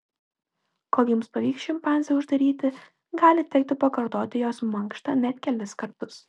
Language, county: Lithuanian, Klaipėda